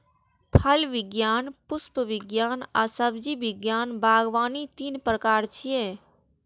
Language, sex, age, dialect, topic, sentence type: Maithili, female, 18-24, Eastern / Thethi, agriculture, statement